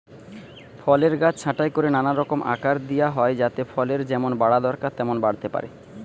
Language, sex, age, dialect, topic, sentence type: Bengali, male, 31-35, Western, agriculture, statement